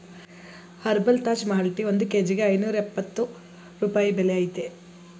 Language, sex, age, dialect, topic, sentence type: Kannada, female, 25-30, Mysore Kannada, agriculture, statement